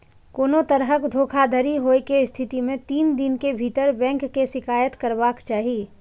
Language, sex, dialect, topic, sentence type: Maithili, female, Eastern / Thethi, banking, statement